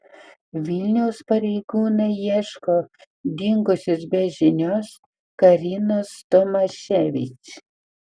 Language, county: Lithuanian, Panevėžys